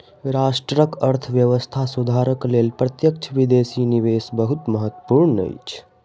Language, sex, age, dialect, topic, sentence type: Maithili, male, 18-24, Southern/Standard, banking, statement